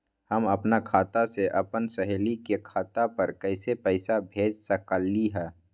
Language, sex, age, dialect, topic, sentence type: Magahi, male, 41-45, Western, banking, question